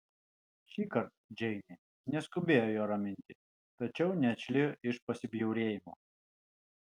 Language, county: Lithuanian, Alytus